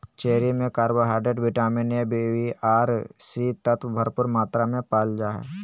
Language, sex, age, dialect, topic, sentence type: Magahi, male, 25-30, Southern, agriculture, statement